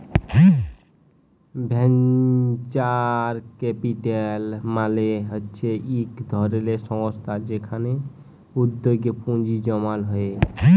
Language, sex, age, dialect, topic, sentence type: Bengali, male, 18-24, Jharkhandi, banking, statement